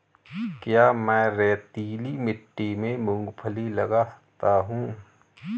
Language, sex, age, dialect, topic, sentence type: Hindi, male, 31-35, Awadhi Bundeli, agriculture, question